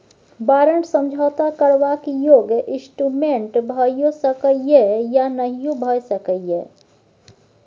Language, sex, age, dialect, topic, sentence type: Maithili, female, 18-24, Bajjika, banking, statement